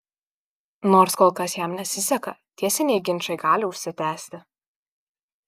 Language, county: Lithuanian, Kaunas